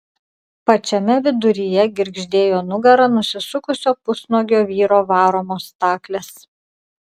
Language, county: Lithuanian, Klaipėda